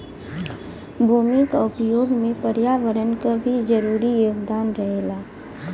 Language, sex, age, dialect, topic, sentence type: Bhojpuri, female, 25-30, Western, agriculture, statement